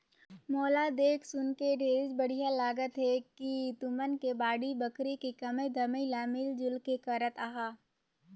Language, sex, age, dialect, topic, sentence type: Chhattisgarhi, female, 18-24, Northern/Bhandar, agriculture, statement